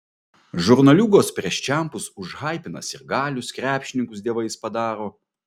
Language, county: Lithuanian, Vilnius